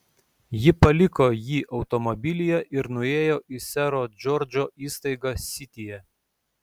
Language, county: Lithuanian, Šiauliai